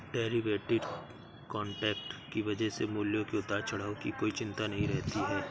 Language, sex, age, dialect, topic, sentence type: Hindi, male, 56-60, Awadhi Bundeli, banking, statement